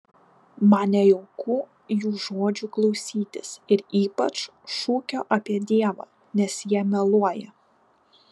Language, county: Lithuanian, Panevėžys